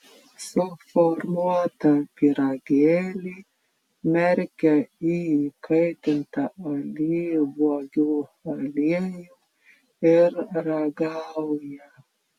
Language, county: Lithuanian, Klaipėda